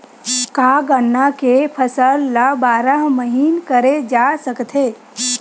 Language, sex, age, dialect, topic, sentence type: Chhattisgarhi, female, 25-30, Western/Budati/Khatahi, agriculture, question